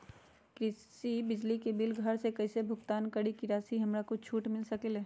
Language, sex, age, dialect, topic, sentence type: Magahi, male, 36-40, Western, banking, question